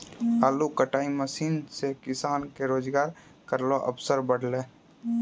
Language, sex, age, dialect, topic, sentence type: Maithili, male, 18-24, Angika, agriculture, statement